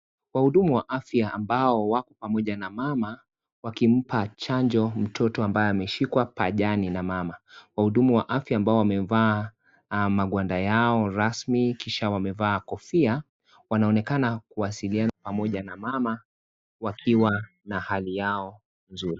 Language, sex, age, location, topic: Swahili, male, 25-35, Kisii, health